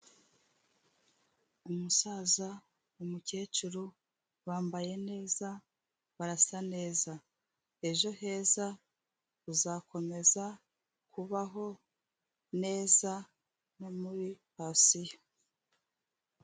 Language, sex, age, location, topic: Kinyarwanda, female, 36-49, Kigali, finance